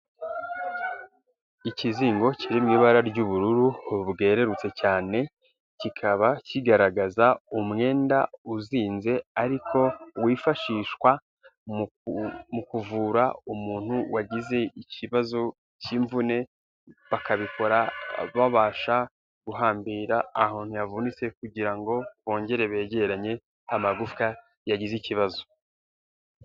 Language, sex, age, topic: Kinyarwanda, male, 18-24, health